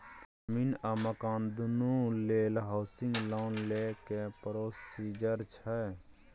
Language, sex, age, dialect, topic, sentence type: Maithili, male, 18-24, Bajjika, banking, question